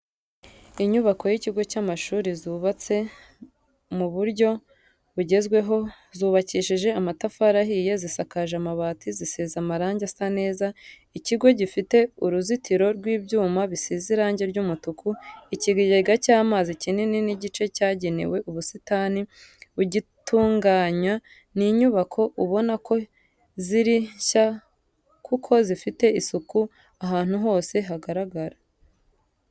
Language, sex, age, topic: Kinyarwanda, female, 18-24, education